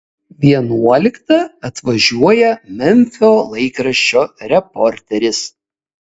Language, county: Lithuanian, Kaunas